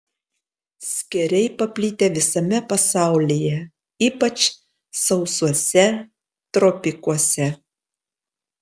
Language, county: Lithuanian, Panevėžys